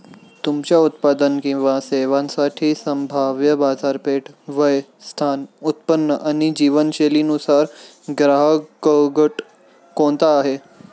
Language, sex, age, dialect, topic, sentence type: Marathi, male, 18-24, Standard Marathi, banking, statement